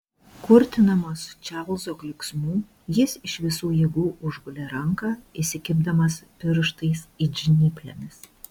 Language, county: Lithuanian, Šiauliai